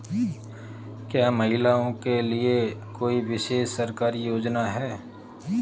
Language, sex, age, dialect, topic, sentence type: Hindi, male, 31-35, Marwari Dhudhari, banking, question